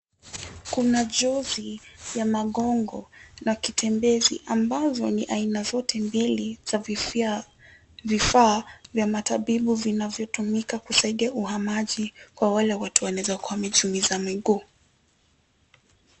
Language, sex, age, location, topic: Swahili, female, 18-24, Nairobi, health